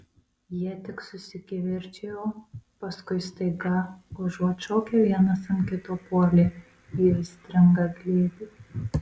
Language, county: Lithuanian, Marijampolė